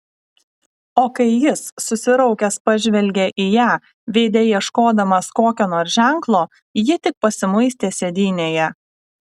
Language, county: Lithuanian, Alytus